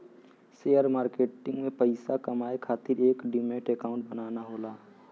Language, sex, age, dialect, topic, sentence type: Bhojpuri, male, 18-24, Western, banking, statement